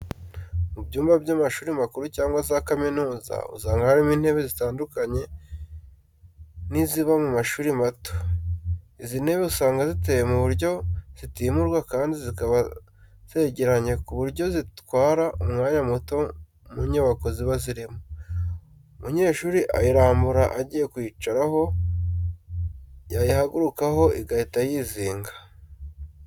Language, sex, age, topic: Kinyarwanda, male, 18-24, education